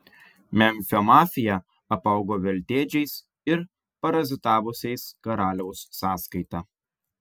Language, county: Lithuanian, Vilnius